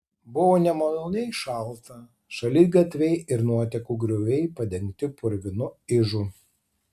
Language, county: Lithuanian, Tauragė